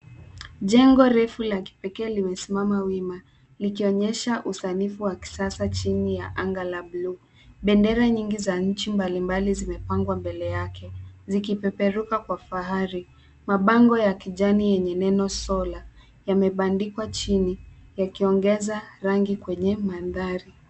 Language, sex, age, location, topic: Swahili, female, 18-24, Nairobi, government